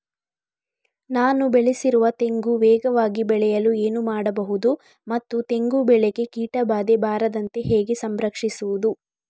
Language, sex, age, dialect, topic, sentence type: Kannada, female, 36-40, Coastal/Dakshin, agriculture, question